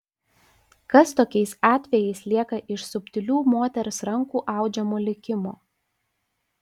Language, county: Lithuanian, Panevėžys